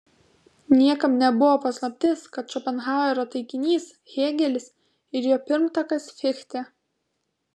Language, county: Lithuanian, Kaunas